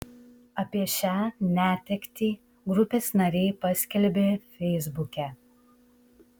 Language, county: Lithuanian, Šiauliai